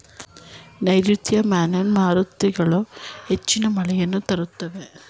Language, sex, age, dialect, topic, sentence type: Kannada, female, 31-35, Mysore Kannada, agriculture, statement